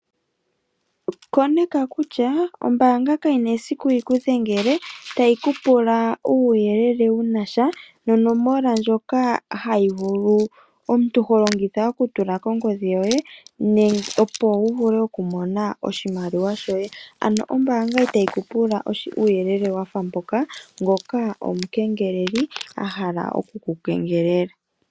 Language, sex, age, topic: Oshiwambo, female, 36-49, finance